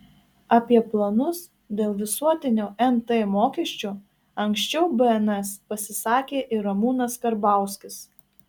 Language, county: Lithuanian, Marijampolė